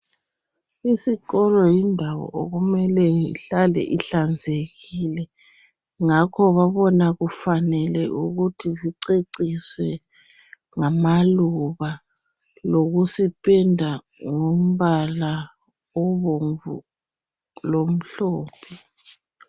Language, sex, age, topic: North Ndebele, female, 36-49, education